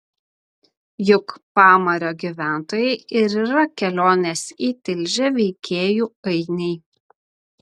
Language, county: Lithuanian, Vilnius